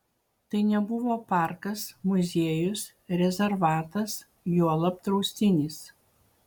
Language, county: Lithuanian, Utena